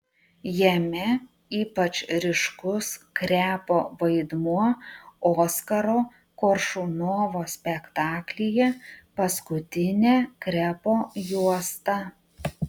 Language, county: Lithuanian, Utena